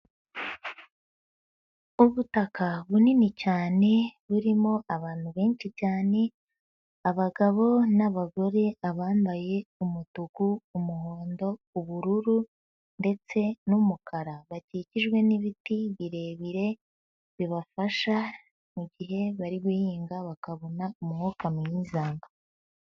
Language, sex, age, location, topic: Kinyarwanda, female, 18-24, Huye, agriculture